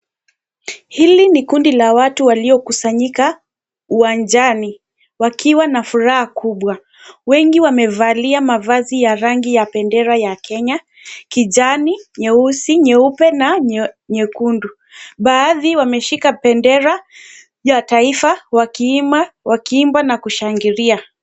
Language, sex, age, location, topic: Swahili, female, 18-24, Kisii, government